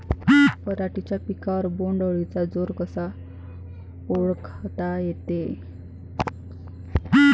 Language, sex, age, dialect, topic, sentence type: Marathi, female, 25-30, Varhadi, agriculture, question